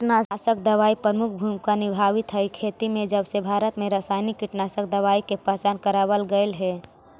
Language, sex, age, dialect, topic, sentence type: Magahi, male, 60-100, Central/Standard, agriculture, statement